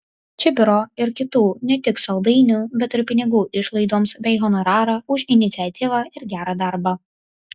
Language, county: Lithuanian, Vilnius